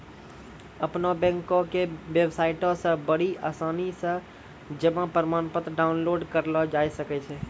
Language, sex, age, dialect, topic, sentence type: Maithili, male, 18-24, Angika, banking, statement